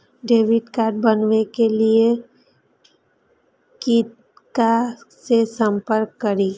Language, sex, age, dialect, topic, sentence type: Maithili, female, 31-35, Eastern / Thethi, banking, question